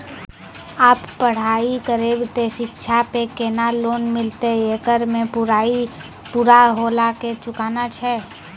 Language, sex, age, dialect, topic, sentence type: Maithili, female, 18-24, Angika, banking, question